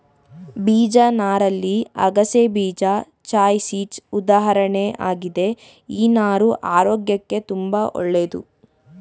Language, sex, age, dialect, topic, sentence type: Kannada, female, 18-24, Mysore Kannada, agriculture, statement